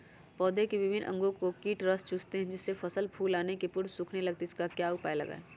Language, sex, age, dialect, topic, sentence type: Magahi, female, 31-35, Western, agriculture, question